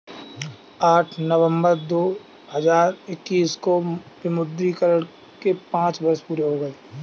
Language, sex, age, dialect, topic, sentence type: Hindi, male, 25-30, Kanauji Braj Bhasha, banking, statement